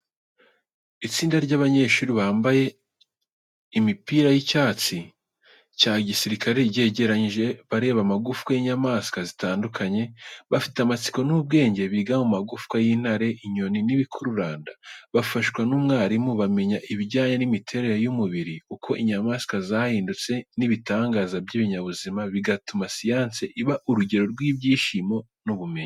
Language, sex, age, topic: Kinyarwanda, male, 18-24, education